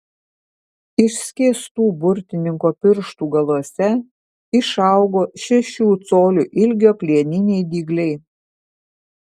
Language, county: Lithuanian, Vilnius